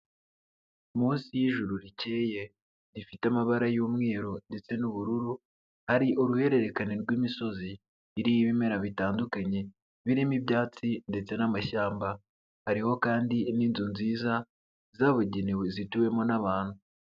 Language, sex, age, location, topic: Kinyarwanda, male, 36-49, Nyagatare, agriculture